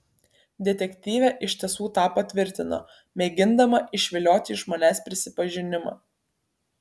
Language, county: Lithuanian, Kaunas